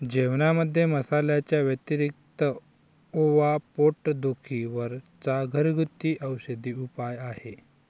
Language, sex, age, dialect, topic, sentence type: Marathi, male, 51-55, Northern Konkan, agriculture, statement